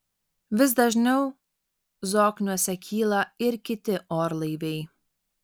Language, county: Lithuanian, Alytus